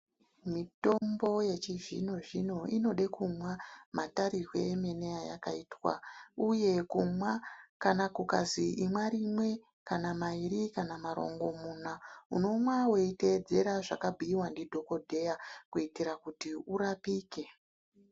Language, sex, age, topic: Ndau, female, 36-49, health